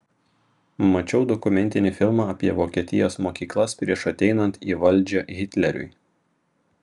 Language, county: Lithuanian, Vilnius